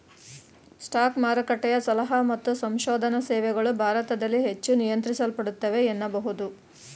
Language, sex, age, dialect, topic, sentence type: Kannada, female, 36-40, Mysore Kannada, banking, statement